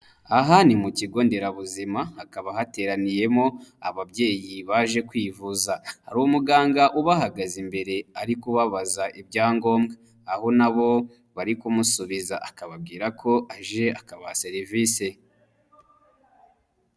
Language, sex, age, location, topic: Kinyarwanda, male, 25-35, Nyagatare, health